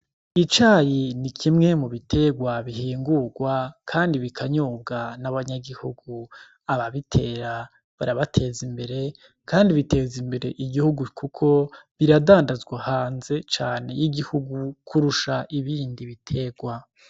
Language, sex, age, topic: Rundi, male, 25-35, agriculture